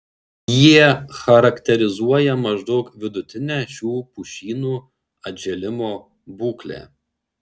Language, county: Lithuanian, Šiauliai